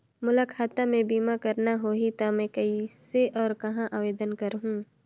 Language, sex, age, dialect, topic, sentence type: Chhattisgarhi, female, 25-30, Northern/Bhandar, banking, question